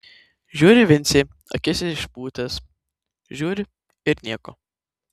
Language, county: Lithuanian, Tauragė